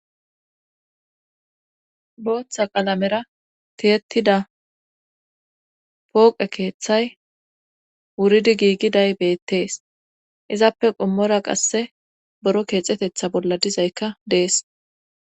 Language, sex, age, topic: Gamo, female, 25-35, government